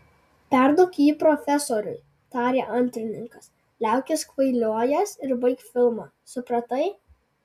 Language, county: Lithuanian, Alytus